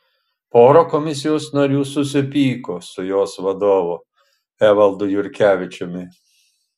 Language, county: Lithuanian, Marijampolė